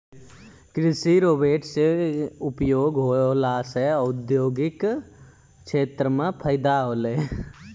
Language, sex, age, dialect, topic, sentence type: Maithili, male, 18-24, Angika, agriculture, statement